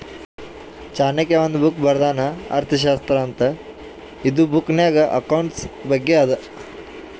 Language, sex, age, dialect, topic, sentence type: Kannada, male, 18-24, Northeastern, banking, statement